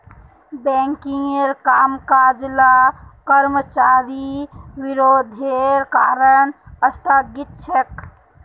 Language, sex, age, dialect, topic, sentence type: Magahi, female, 18-24, Northeastern/Surjapuri, banking, statement